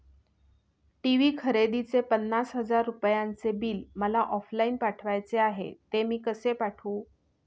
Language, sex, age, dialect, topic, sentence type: Marathi, female, 41-45, Northern Konkan, banking, question